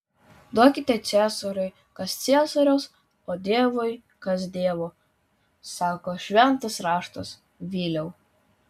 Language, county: Lithuanian, Vilnius